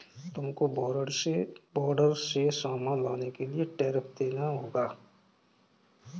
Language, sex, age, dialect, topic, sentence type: Hindi, male, 36-40, Kanauji Braj Bhasha, banking, statement